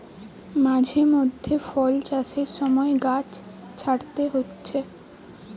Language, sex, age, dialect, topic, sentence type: Bengali, female, 18-24, Western, agriculture, statement